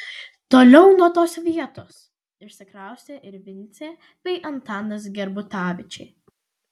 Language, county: Lithuanian, Vilnius